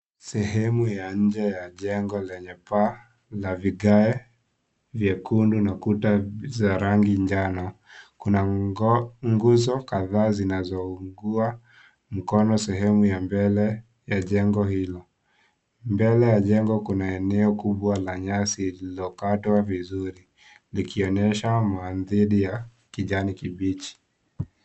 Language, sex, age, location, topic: Swahili, female, 25-35, Kisii, education